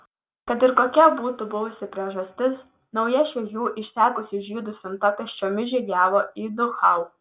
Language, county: Lithuanian, Telšiai